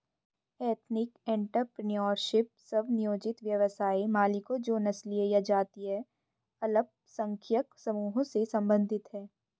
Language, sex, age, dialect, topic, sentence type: Hindi, female, 25-30, Hindustani Malvi Khadi Boli, banking, statement